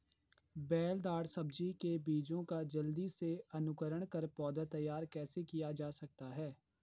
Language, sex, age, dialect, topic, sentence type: Hindi, male, 51-55, Garhwali, agriculture, question